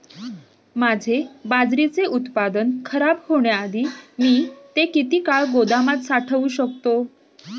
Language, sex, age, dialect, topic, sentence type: Marathi, female, 25-30, Standard Marathi, agriculture, question